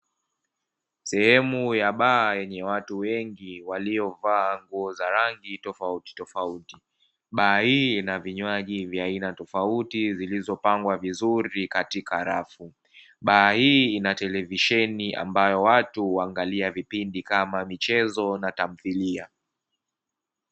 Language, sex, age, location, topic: Swahili, male, 18-24, Dar es Salaam, finance